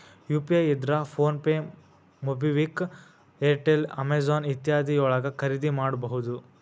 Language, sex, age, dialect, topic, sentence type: Kannada, male, 18-24, Dharwad Kannada, banking, statement